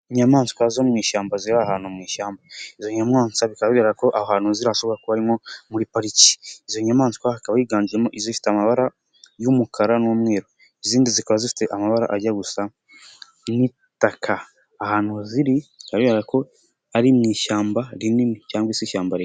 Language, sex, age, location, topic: Kinyarwanda, male, 18-24, Nyagatare, agriculture